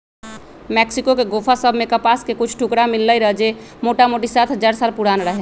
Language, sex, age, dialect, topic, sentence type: Magahi, female, 25-30, Western, agriculture, statement